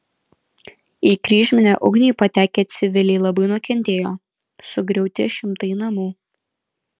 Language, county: Lithuanian, Alytus